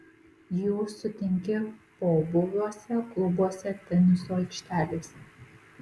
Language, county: Lithuanian, Marijampolė